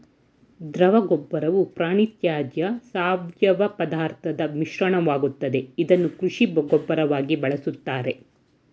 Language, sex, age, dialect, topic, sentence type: Kannada, female, 46-50, Mysore Kannada, agriculture, statement